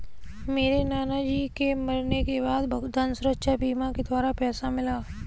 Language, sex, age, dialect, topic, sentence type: Hindi, female, 18-24, Kanauji Braj Bhasha, banking, statement